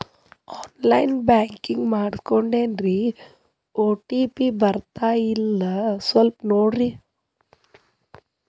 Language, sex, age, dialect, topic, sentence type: Kannada, female, 31-35, Dharwad Kannada, banking, question